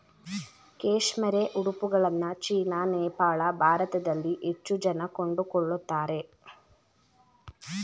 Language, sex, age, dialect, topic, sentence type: Kannada, female, 18-24, Mysore Kannada, agriculture, statement